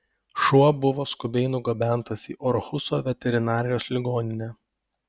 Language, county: Lithuanian, Panevėžys